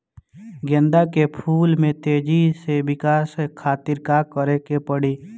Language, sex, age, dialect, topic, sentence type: Bhojpuri, male, 18-24, Northern, agriculture, question